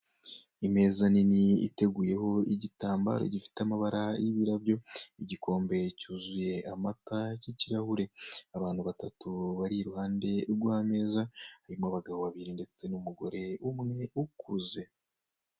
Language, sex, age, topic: Kinyarwanda, male, 25-35, finance